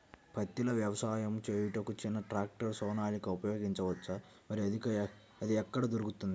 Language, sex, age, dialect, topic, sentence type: Telugu, male, 60-100, Central/Coastal, agriculture, question